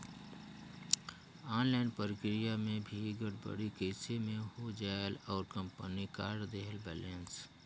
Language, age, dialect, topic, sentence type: Chhattisgarhi, 41-45, Northern/Bhandar, banking, question